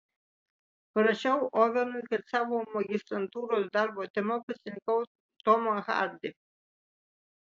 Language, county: Lithuanian, Vilnius